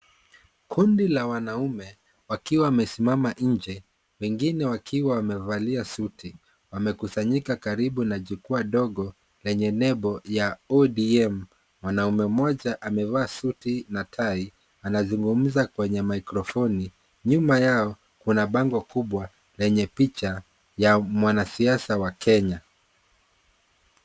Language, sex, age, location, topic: Swahili, male, 36-49, Kisii, government